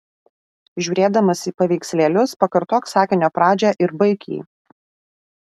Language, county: Lithuanian, Alytus